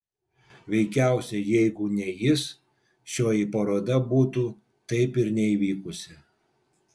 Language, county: Lithuanian, Vilnius